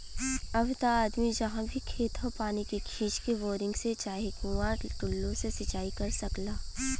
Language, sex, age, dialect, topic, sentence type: Bhojpuri, female, 18-24, Western, agriculture, statement